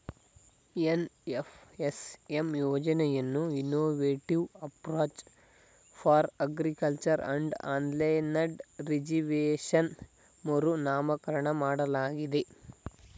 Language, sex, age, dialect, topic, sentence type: Kannada, male, 18-24, Mysore Kannada, agriculture, statement